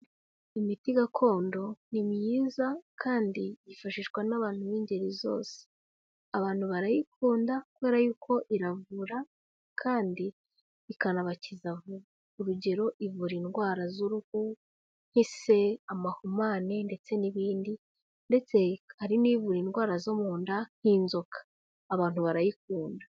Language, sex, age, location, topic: Kinyarwanda, female, 18-24, Kigali, health